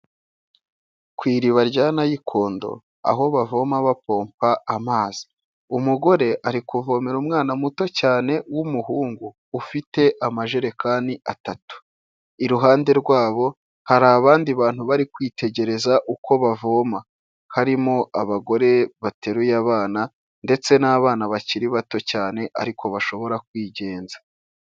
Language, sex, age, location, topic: Kinyarwanda, male, 25-35, Huye, health